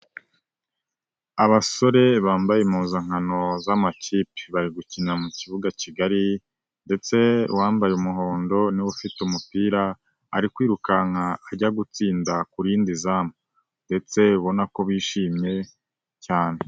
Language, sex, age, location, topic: Kinyarwanda, male, 18-24, Nyagatare, government